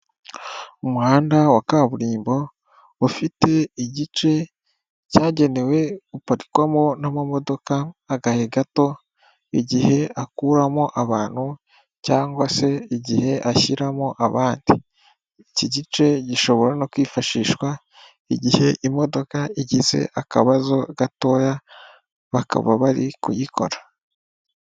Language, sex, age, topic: Kinyarwanda, male, 18-24, government